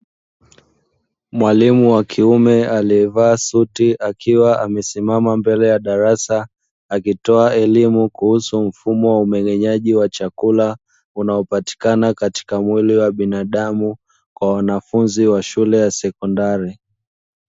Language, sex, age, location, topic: Swahili, male, 25-35, Dar es Salaam, education